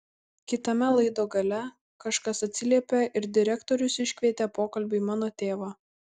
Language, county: Lithuanian, Kaunas